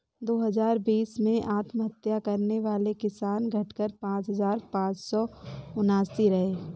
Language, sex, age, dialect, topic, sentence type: Hindi, female, 18-24, Awadhi Bundeli, agriculture, statement